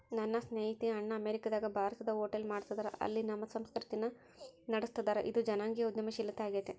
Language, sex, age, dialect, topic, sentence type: Kannada, male, 60-100, Central, banking, statement